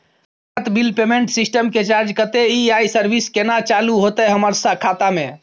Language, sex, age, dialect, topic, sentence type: Maithili, female, 18-24, Bajjika, banking, question